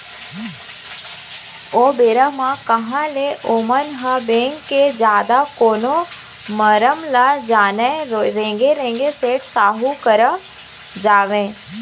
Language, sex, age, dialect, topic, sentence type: Chhattisgarhi, female, 25-30, Eastern, banking, statement